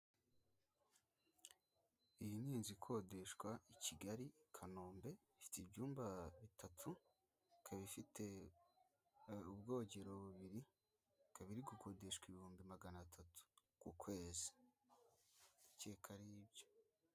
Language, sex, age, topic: Kinyarwanda, male, 25-35, finance